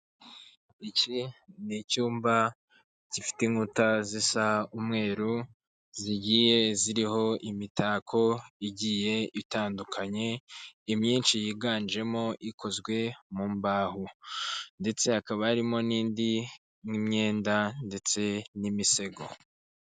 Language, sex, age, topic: Kinyarwanda, male, 25-35, finance